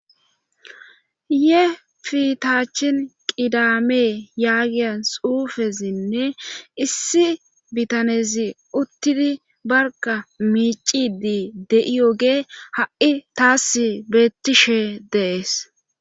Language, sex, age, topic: Gamo, female, 25-35, government